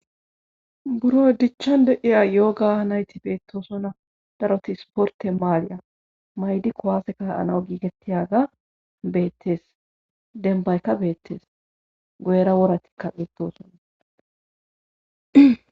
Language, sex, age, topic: Gamo, female, 25-35, government